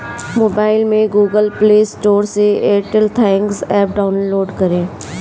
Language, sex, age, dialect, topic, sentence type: Hindi, female, 46-50, Kanauji Braj Bhasha, banking, statement